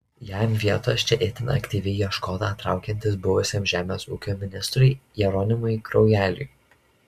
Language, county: Lithuanian, Šiauliai